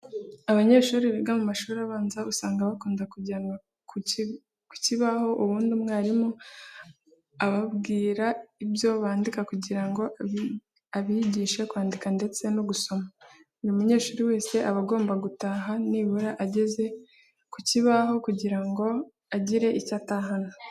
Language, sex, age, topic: Kinyarwanda, female, 18-24, education